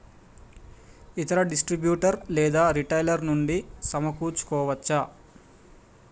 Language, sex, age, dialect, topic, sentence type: Telugu, male, 25-30, Telangana, agriculture, question